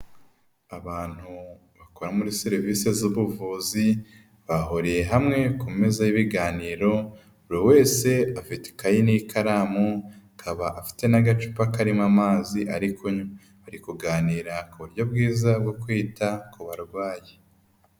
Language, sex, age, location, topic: Kinyarwanda, female, 18-24, Huye, health